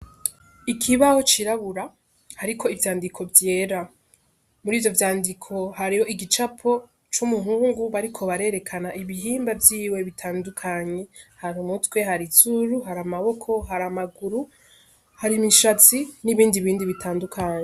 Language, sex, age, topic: Rundi, female, 18-24, education